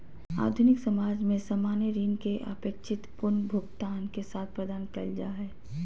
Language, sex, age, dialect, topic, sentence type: Magahi, female, 31-35, Southern, banking, statement